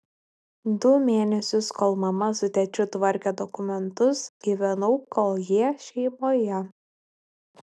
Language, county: Lithuanian, Klaipėda